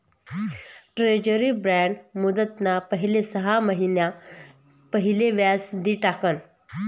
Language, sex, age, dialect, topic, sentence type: Marathi, female, 31-35, Northern Konkan, banking, statement